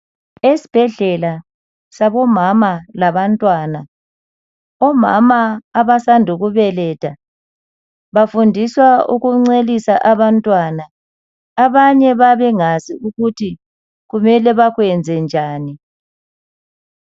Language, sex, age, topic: North Ndebele, male, 50+, health